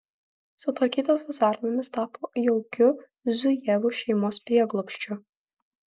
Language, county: Lithuanian, Kaunas